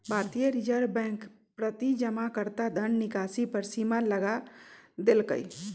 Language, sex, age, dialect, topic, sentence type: Magahi, female, 41-45, Western, banking, statement